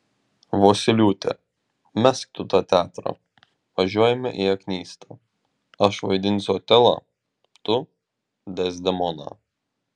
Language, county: Lithuanian, Šiauliai